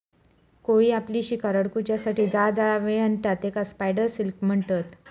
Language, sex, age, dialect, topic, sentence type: Marathi, female, 18-24, Southern Konkan, agriculture, statement